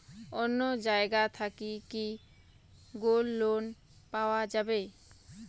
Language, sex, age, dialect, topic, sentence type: Bengali, female, 18-24, Rajbangshi, banking, question